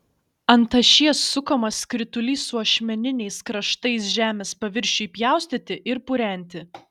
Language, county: Lithuanian, Šiauliai